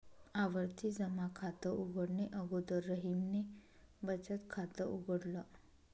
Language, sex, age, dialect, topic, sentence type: Marathi, female, 25-30, Northern Konkan, banking, statement